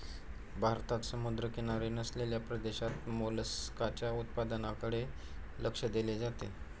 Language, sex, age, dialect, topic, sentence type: Marathi, male, 46-50, Standard Marathi, agriculture, statement